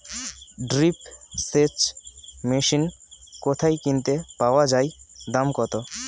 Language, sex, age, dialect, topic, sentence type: Bengali, male, <18, Standard Colloquial, agriculture, question